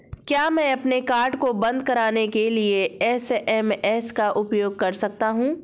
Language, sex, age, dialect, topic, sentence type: Hindi, female, 36-40, Awadhi Bundeli, banking, question